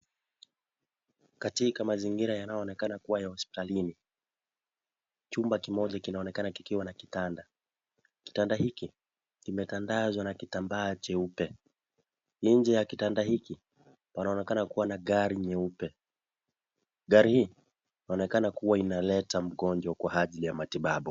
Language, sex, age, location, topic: Swahili, male, 18-24, Kisii, health